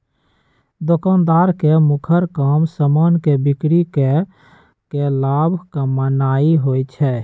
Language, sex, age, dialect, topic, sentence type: Magahi, male, 25-30, Western, banking, statement